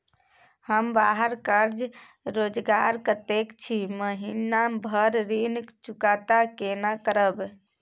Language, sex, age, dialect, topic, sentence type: Maithili, female, 60-100, Bajjika, banking, question